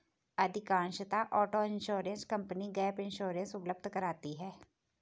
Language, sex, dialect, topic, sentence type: Hindi, female, Garhwali, banking, statement